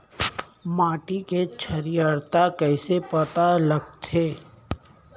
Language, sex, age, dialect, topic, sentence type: Chhattisgarhi, female, 18-24, Central, agriculture, question